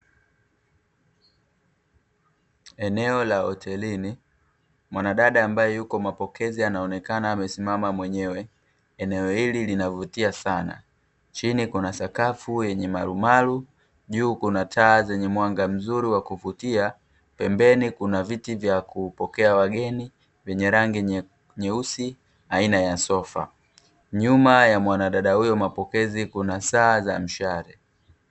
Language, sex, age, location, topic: Swahili, male, 36-49, Dar es Salaam, finance